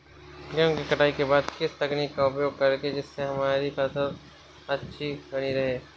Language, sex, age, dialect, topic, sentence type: Hindi, male, 18-24, Awadhi Bundeli, agriculture, question